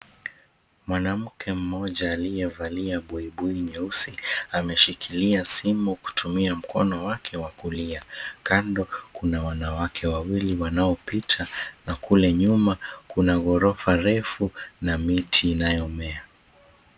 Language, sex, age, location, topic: Swahili, male, 25-35, Mombasa, education